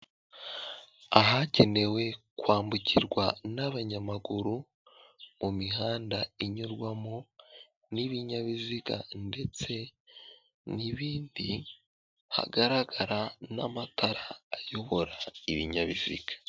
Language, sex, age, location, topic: Kinyarwanda, male, 18-24, Kigali, government